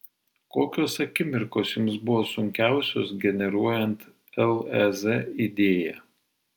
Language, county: Lithuanian, Vilnius